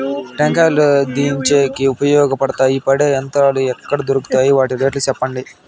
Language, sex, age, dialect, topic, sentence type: Telugu, male, 60-100, Southern, agriculture, question